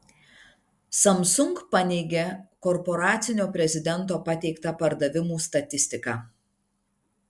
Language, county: Lithuanian, Klaipėda